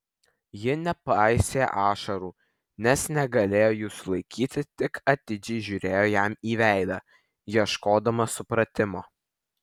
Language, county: Lithuanian, Vilnius